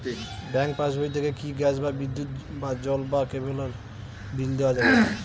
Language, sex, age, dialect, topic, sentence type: Bengali, male, 18-24, Western, banking, question